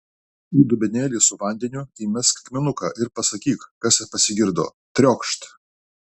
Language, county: Lithuanian, Alytus